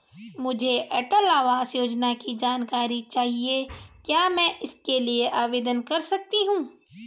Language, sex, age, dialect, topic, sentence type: Hindi, female, 25-30, Garhwali, banking, question